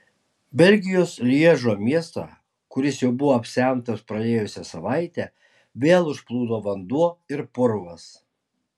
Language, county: Lithuanian, Alytus